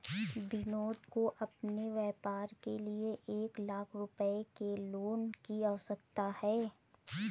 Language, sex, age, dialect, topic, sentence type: Hindi, female, 18-24, Awadhi Bundeli, banking, statement